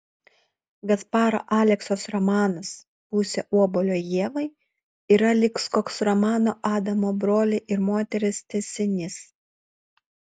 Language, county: Lithuanian, Utena